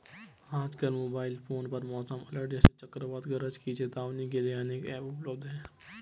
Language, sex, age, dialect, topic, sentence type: Hindi, male, 18-24, Garhwali, agriculture, statement